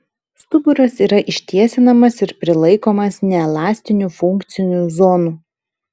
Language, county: Lithuanian, Kaunas